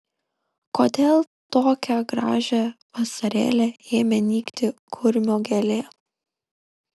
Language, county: Lithuanian, Kaunas